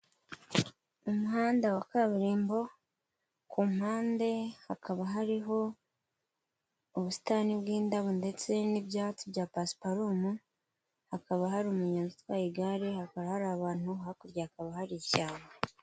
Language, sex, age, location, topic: Kinyarwanda, male, 36-49, Kigali, government